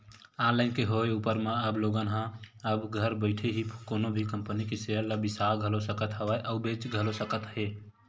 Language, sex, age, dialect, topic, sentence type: Chhattisgarhi, male, 18-24, Western/Budati/Khatahi, banking, statement